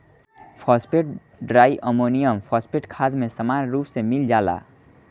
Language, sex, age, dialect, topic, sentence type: Bhojpuri, male, 18-24, Northern, agriculture, statement